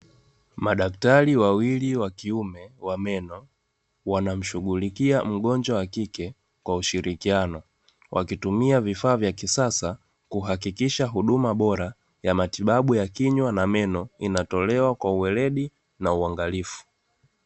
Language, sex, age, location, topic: Swahili, male, 25-35, Dar es Salaam, health